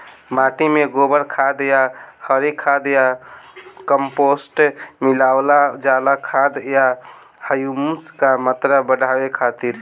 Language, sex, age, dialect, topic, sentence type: Bhojpuri, male, <18, Northern, agriculture, question